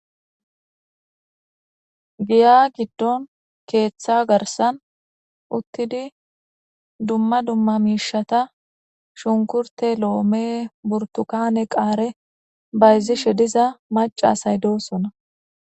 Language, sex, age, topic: Gamo, female, 18-24, government